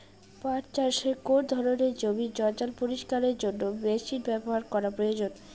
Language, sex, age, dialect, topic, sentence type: Bengali, female, 18-24, Rajbangshi, agriculture, question